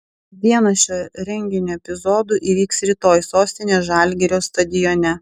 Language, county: Lithuanian, Klaipėda